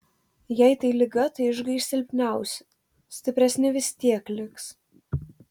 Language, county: Lithuanian, Telšiai